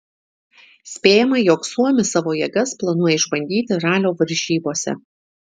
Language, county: Lithuanian, Šiauliai